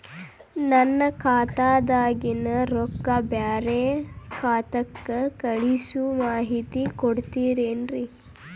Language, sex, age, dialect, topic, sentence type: Kannada, male, 18-24, Dharwad Kannada, banking, question